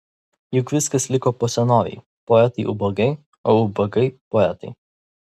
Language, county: Lithuanian, Vilnius